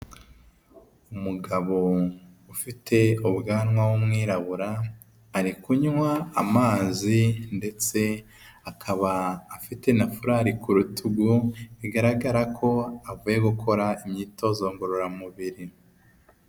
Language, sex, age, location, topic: Kinyarwanda, male, 18-24, Huye, health